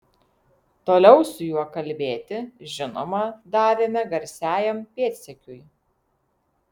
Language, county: Lithuanian, Vilnius